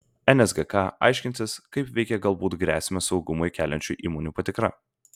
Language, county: Lithuanian, Vilnius